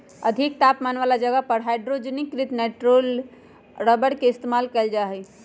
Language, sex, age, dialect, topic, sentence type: Magahi, female, 18-24, Western, agriculture, statement